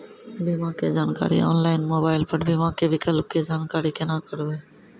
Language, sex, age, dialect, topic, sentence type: Maithili, female, 31-35, Angika, banking, question